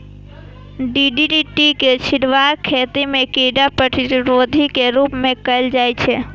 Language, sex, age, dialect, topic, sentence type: Maithili, female, 18-24, Eastern / Thethi, agriculture, statement